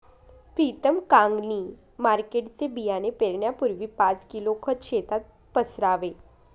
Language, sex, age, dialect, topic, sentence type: Marathi, female, 25-30, Northern Konkan, agriculture, statement